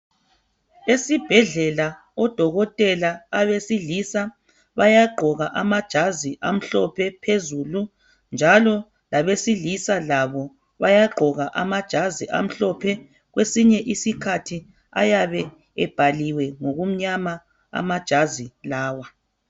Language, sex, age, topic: North Ndebele, female, 36-49, health